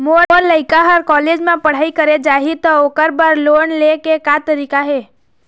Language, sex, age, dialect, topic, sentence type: Chhattisgarhi, female, 25-30, Eastern, banking, question